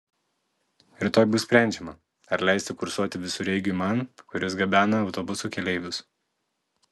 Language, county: Lithuanian, Telšiai